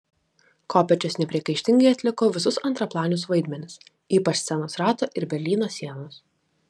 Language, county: Lithuanian, Klaipėda